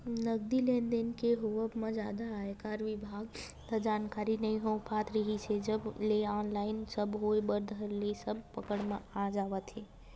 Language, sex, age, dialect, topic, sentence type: Chhattisgarhi, female, 18-24, Western/Budati/Khatahi, banking, statement